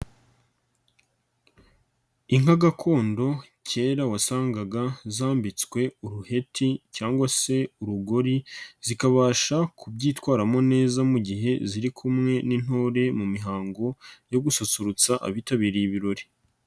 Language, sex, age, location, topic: Kinyarwanda, male, 25-35, Nyagatare, government